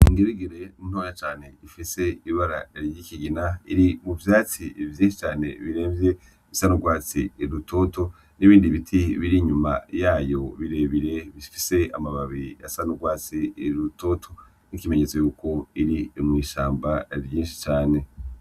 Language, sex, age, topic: Rundi, male, 25-35, agriculture